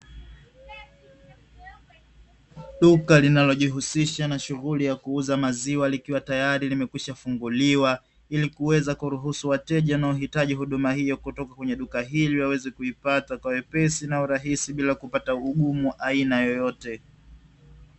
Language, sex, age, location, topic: Swahili, male, 25-35, Dar es Salaam, finance